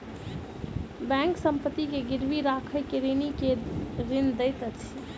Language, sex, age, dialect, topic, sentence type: Maithili, female, 25-30, Southern/Standard, banking, statement